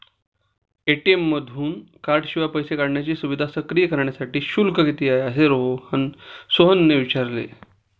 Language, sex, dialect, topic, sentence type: Marathi, male, Standard Marathi, banking, statement